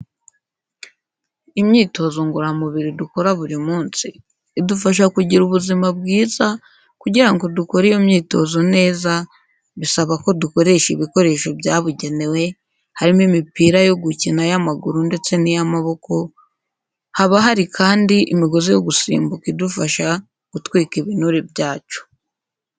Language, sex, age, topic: Kinyarwanda, female, 18-24, education